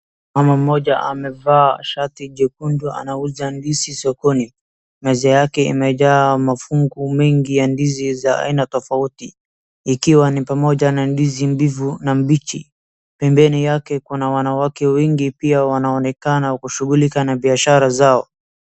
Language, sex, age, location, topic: Swahili, male, 18-24, Wajir, agriculture